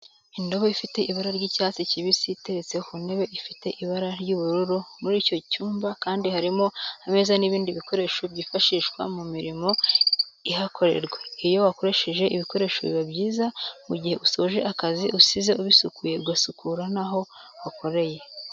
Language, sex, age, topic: Kinyarwanda, female, 18-24, education